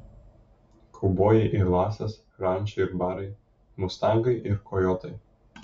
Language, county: Lithuanian, Kaunas